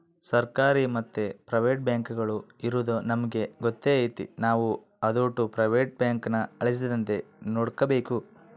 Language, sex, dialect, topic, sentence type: Kannada, male, Central, banking, statement